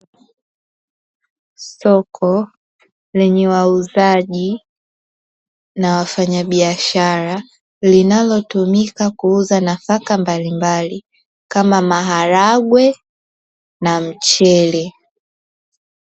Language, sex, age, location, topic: Swahili, female, 18-24, Dar es Salaam, finance